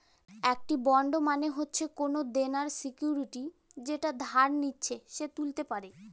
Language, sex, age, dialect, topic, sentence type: Bengali, female, <18, Northern/Varendri, banking, statement